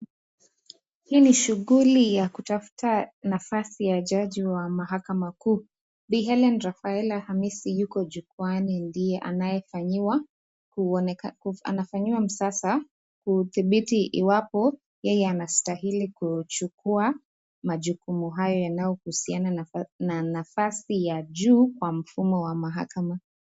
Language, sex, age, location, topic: Swahili, female, 18-24, Nakuru, government